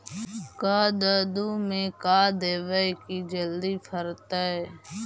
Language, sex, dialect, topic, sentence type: Magahi, female, Central/Standard, agriculture, question